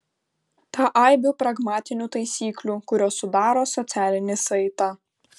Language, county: Lithuanian, Vilnius